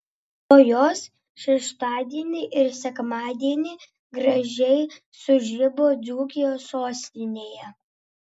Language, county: Lithuanian, Vilnius